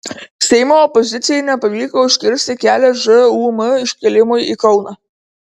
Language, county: Lithuanian, Vilnius